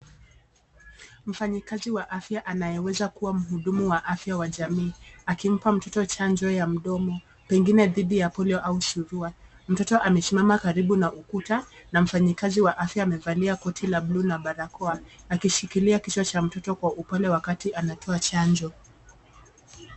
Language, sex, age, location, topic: Swahili, female, 25-35, Nairobi, health